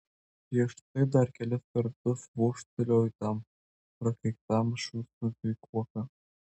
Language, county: Lithuanian, Tauragė